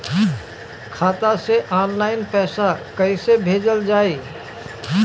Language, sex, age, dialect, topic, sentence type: Bhojpuri, male, 18-24, Northern, banking, question